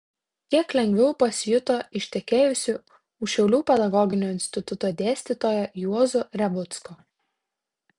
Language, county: Lithuanian, Tauragė